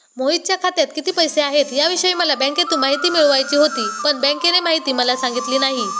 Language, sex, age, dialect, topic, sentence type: Marathi, male, 18-24, Standard Marathi, banking, statement